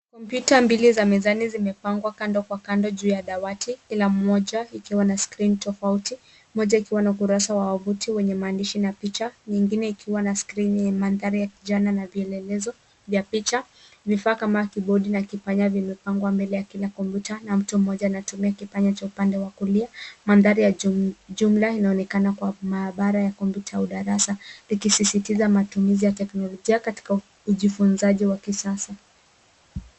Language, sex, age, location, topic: Swahili, female, 18-24, Nairobi, education